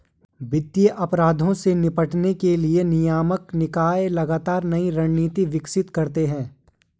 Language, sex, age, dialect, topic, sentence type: Hindi, male, 18-24, Garhwali, banking, statement